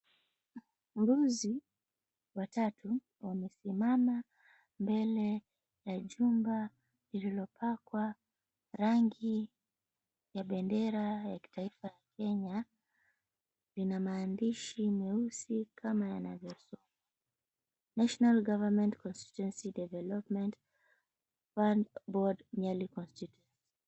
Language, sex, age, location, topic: Swahili, female, 25-35, Mombasa, education